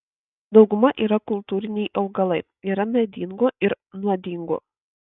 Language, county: Lithuanian, Kaunas